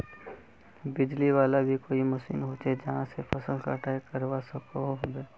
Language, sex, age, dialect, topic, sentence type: Magahi, male, 25-30, Northeastern/Surjapuri, agriculture, question